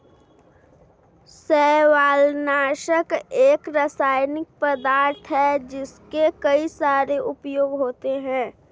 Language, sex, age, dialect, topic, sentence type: Hindi, female, 25-30, Marwari Dhudhari, agriculture, statement